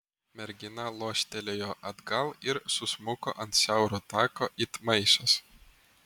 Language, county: Lithuanian, Vilnius